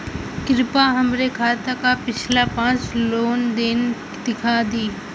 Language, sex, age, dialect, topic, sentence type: Bhojpuri, female, <18, Western, banking, statement